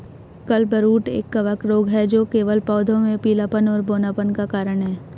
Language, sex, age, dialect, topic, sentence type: Hindi, female, 18-24, Marwari Dhudhari, agriculture, statement